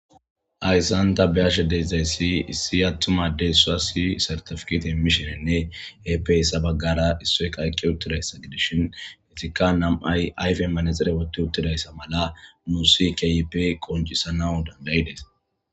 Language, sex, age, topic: Gamo, male, 18-24, government